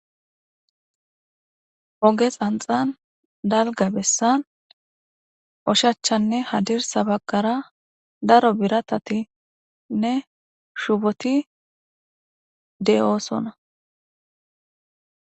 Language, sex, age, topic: Gamo, female, 18-24, government